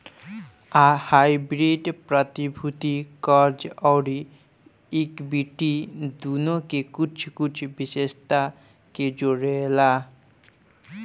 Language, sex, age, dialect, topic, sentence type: Bhojpuri, male, <18, Southern / Standard, banking, statement